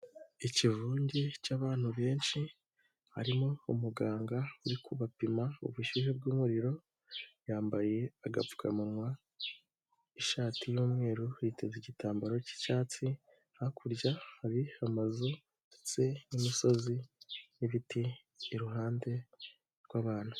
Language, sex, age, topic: Kinyarwanda, male, 18-24, health